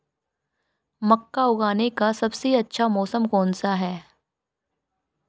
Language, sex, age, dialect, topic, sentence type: Hindi, female, 31-35, Marwari Dhudhari, agriculture, question